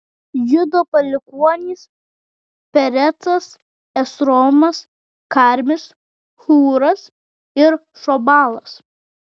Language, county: Lithuanian, Vilnius